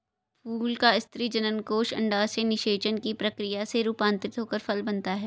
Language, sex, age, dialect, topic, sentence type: Hindi, female, 18-24, Marwari Dhudhari, agriculture, statement